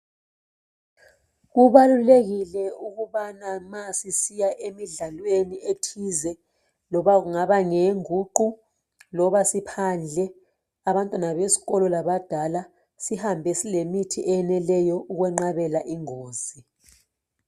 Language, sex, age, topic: North Ndebele, female, 36-49, health